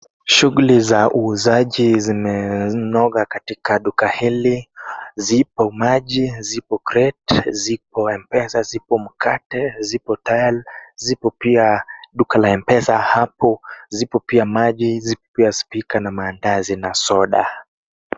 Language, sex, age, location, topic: Swahili, male, 18-24, Kisumu, finance